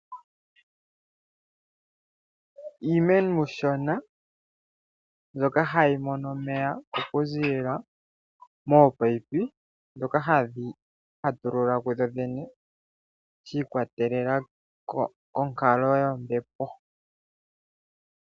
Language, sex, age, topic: Oshiwambo, male, 25-35, agriculture